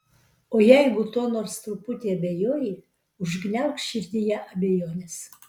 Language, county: Lithuanian, Vilnius